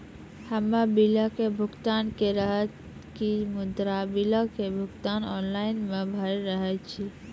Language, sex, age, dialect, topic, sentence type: Maithili, female, 31-35, Angika, banking, question